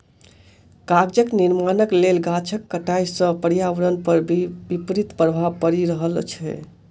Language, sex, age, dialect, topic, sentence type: Maithili, male, 18-24, Southern/Standard, agriculture, statement